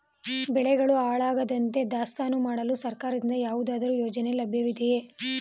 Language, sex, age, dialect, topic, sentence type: Kannada, female, 18-24, Mysore Kannada, agriculture, question